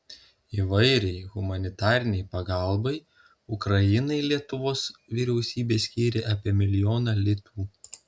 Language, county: Lithuanian, Telšiai